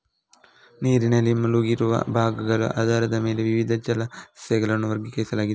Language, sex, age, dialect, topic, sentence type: Kannada, male, 36-40, Coastal/Dakshin, agriculture, statement